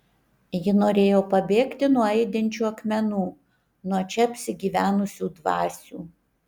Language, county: Lithuanian, Kaunas